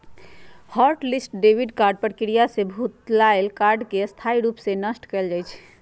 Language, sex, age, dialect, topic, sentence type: Magahi, female, 46-50, Western, banking, statement